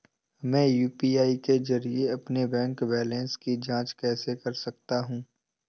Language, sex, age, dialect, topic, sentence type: Hindi, male, 18-24, Awadhi Bundeli, banking, question